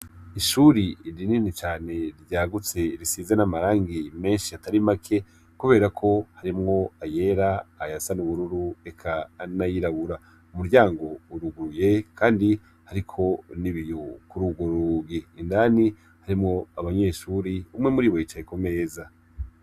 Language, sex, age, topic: Rundi, male, 25-35, education